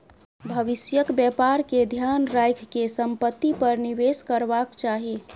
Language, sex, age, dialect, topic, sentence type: Maithili, female, 25-30, Southern/Standard, banking, statement